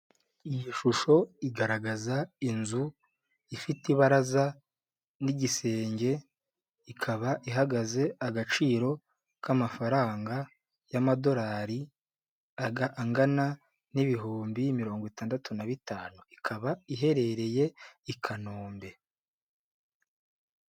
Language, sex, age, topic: Kinyarwanda, male, 18-24, finance